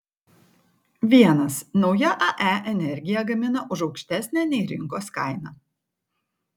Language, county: Lithuanian, Kaunas